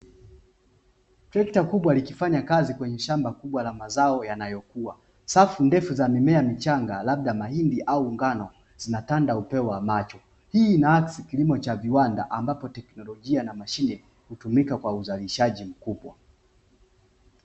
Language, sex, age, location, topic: Swahili, male, 25-35, Dar es Salaam, agriculture